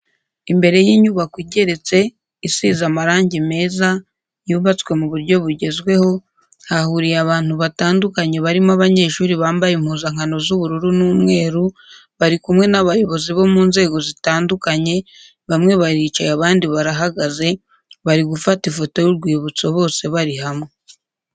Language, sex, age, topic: Kinyarwanda, female, 25-35, education